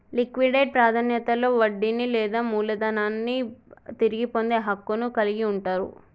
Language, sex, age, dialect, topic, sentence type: Telugu, male, 36-40, Telangana, banking, statement